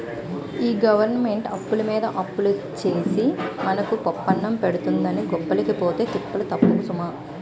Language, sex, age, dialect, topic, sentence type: Telugu, female, 25-30, Utterandhra, banking, statement